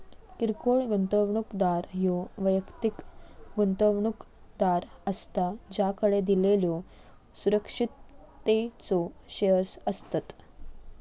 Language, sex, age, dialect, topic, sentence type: Marathi, female, 18-24, Southern Konkan, banking, statement